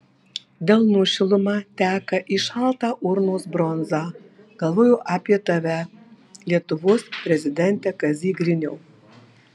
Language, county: Lithuanian, Marijampolė